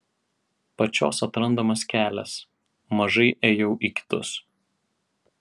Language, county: Lithuanian, Vilnius